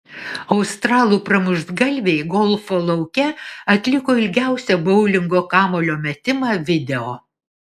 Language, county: Lithuanian, Vilnius